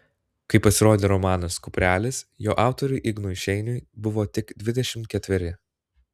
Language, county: Lithuanian, Klaipėda